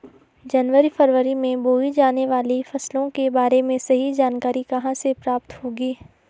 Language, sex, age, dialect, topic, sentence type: Hindi, female, 18-24, Garhwali, agriculture, question